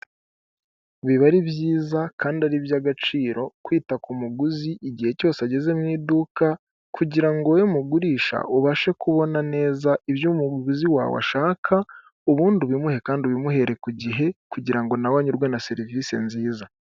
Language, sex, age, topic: Kinyarwanda, male, 18-24, finance